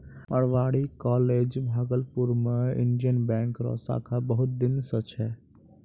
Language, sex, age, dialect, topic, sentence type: Maithili, male, 56-60, Angika, banking, statement